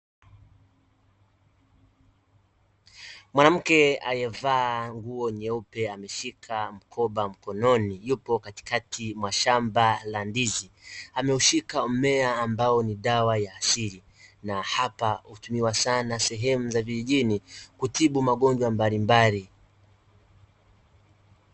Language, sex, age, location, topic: Swahili, male, 18-24, Dar es Salaam, health